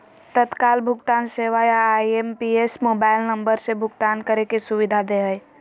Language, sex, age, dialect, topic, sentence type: Magahi, female, 41-45, Southern, banking, statement